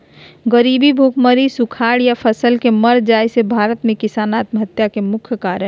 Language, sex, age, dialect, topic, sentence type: Magahi, female, 36-40, Southern, agriculture, statement